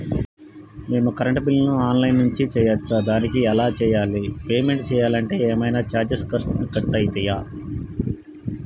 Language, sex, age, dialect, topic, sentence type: Telugu, male, 36-40, Telangana, banking, question